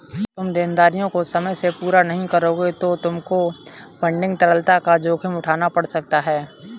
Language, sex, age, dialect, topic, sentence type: Hindi, male, 18-24, Kanauji Braj Bhasha, banking, statement